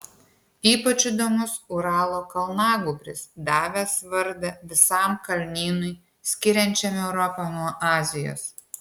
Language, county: Lithuanian, Kaunas